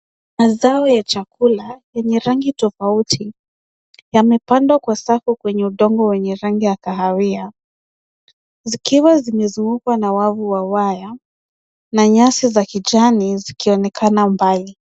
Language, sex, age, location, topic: Swahili, female, 18-24, Nairobi, agriculture